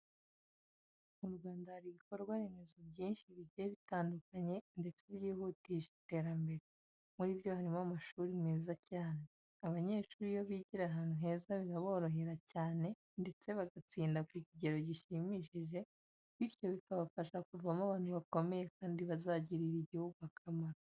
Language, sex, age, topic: Kinyarwanda, female, 25-35, education